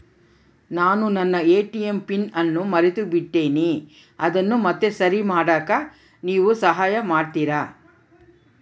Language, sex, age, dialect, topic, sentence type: Kannada, female, 31-35, Central, banking, question